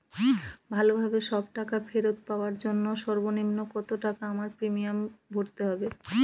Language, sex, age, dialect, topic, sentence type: Bengali, female, 31-35, Northern/Varendri, banking, question